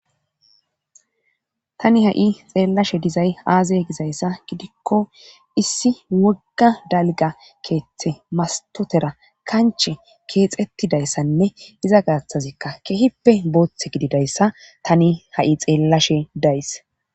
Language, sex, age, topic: Gamo, female, 25-35, government